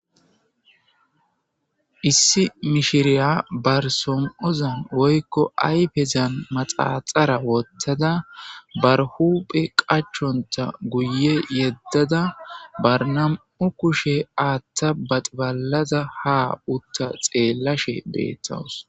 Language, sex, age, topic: Gamo, male, 25-35, government